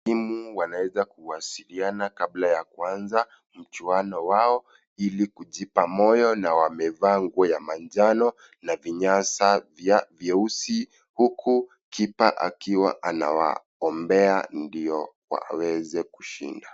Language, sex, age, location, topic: Swahili, male, 25-35, Kisii, government